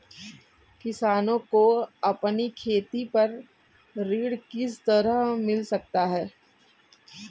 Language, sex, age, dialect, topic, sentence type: Hindi, male, 18-24, Kanauji Braj Bhasha, banking, question